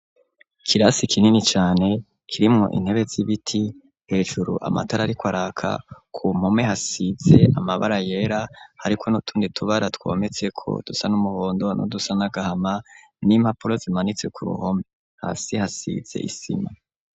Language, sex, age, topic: Rundi, male, 18-24, education